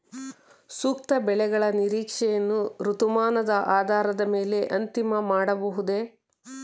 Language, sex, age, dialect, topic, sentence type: Kannada, female, 31-35, Mysore Kannada, agriculture, question